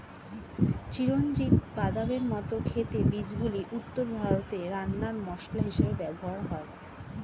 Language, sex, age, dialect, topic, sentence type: Bengali, female, 36-40, Standard Colloquial, agriculture, statement